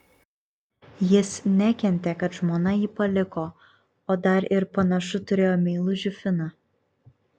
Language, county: Lithuanian, Kaunas